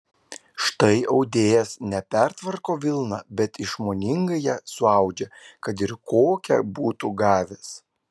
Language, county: Lithuanian, Klaipėda